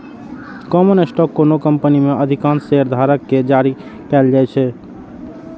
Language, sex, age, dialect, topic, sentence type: Maithili, male, 31-35, Eastern / Thethi, banking, statement